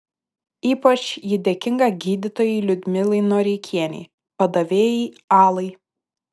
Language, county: Lithuanian, Panevėžys